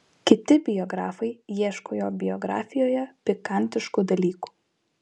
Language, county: Lithuanian, Vilnius